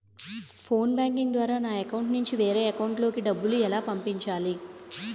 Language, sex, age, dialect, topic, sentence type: Telugu, female, 31-35, Utterandhra, banking, question